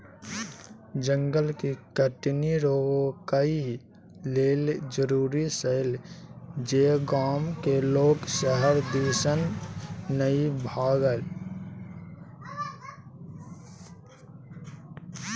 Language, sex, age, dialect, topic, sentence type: Maithili, male, 25-30, Bajjika, agriculture, statement